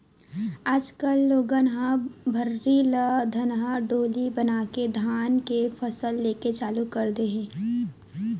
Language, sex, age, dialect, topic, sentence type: Chhattisgarhi, female, 18-24, Western/Budati/Khatahi, agriculture, statement